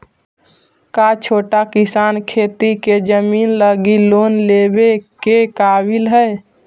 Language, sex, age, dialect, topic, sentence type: Magahi, female, 18-24, Central/Standard, agriculture, statement